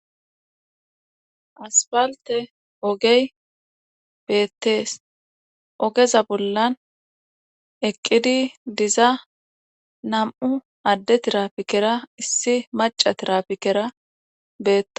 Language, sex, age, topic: Gamo, female, 36-49, government